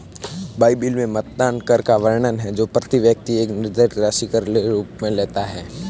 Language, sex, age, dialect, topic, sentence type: Hindi, male, 18-24, Marwari Dhudhari, banking, statement